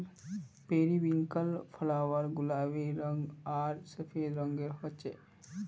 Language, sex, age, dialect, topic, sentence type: Magahi, male, 25-30, Northeastern/Surjapuri, agriculture, statement